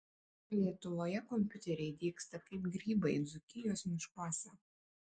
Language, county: Lithuanian, Kaunas